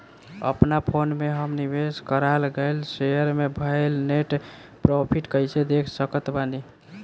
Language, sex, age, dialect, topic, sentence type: Bhojpuri, male, <18, Southern / Standard, banking, question